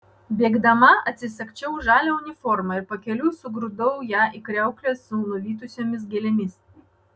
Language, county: Lithuanian, Vilnius